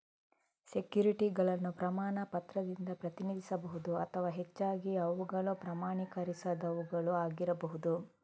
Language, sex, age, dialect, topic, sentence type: Kannada, female, 18-24, Coastal/Dakshin, banking, statement